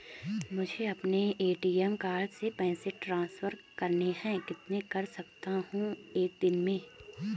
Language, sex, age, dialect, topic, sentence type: Hindi, female, 18-24, Garhwali, banking, question